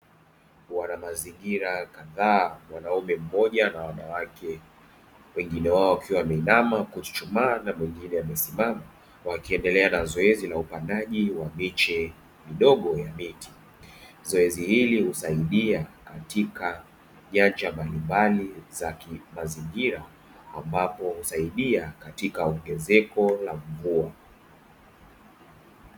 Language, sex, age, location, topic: Swahili, male, 25-35, Dar es Salaam, agriculture